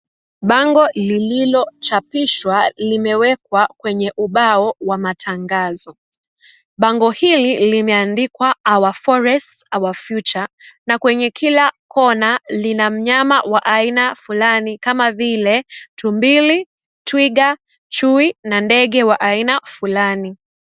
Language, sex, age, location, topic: Swahili, female, 18-24, Kisii, education